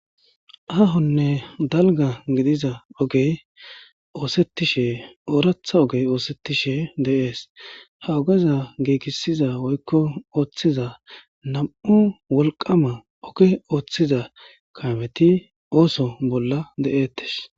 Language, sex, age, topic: Gamo, male, 25-35, government